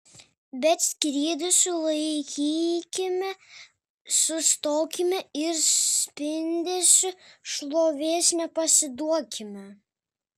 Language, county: Lithuanian, Kaunas